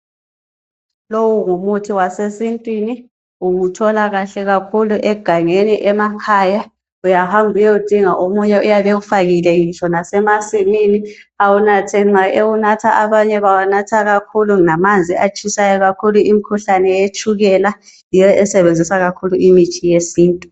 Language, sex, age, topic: North Ndebele, female, 18-24, health